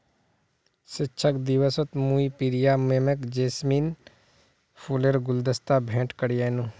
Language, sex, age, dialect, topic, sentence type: Magahi, male, 36-40, Northeastern/Surjapuri, agriculture, statement